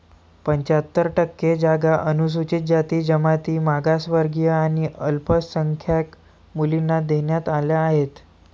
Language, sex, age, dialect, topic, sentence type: Marathi, male, 18-24, Varhadi, banking, statement